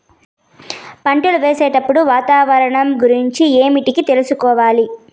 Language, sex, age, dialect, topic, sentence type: Telugu, female, 18-24, Southern, agriculture, question